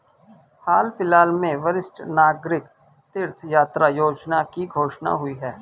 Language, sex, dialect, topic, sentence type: Hindi, male, Hindustani Malvi Khadi Boli, banking, statement